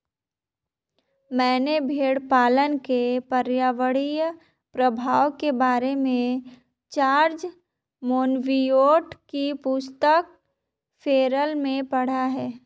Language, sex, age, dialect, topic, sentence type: Hindi, female, 18-24, Marwari Dhudhari, agriculture, statement